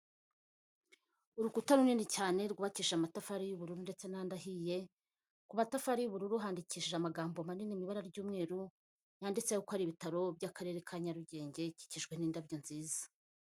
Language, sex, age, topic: Kinyarwanda, female, 25-35, government